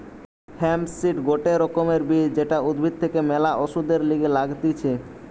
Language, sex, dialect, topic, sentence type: Bengali, male, Western, agriculture, statement